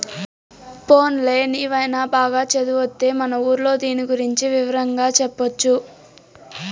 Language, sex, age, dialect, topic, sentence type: Telugu, male, 18-24, Southern, agriculture, statement